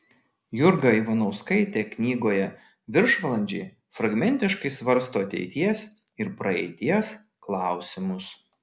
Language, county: Lithuanian, Vilnius